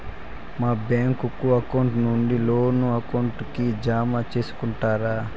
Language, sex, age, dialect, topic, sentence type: Telugu, male, 18-24, Southern, banking, question